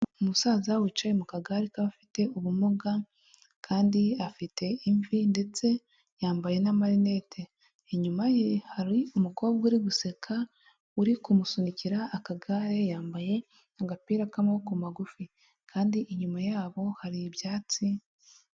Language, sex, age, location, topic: Kinyarwanda, female, 25-35, Huye, health